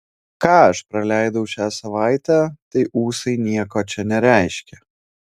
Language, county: Lithuanian, Kaunas